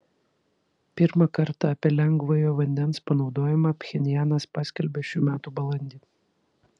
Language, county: Lithuanian, Vilnius